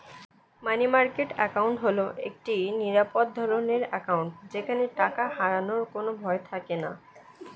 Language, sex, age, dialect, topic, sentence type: Bengali, female, 18-24, Standard Colloquial, banking, statement